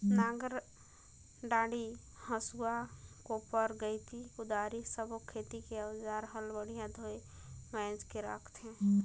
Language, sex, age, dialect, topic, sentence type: Chhattisgarhi, female, 31-35, Northern/Bhandar, agriculture, statement